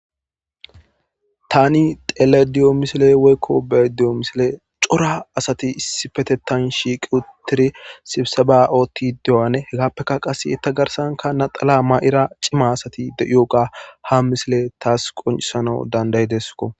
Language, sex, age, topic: Gamo, male, 25-35, government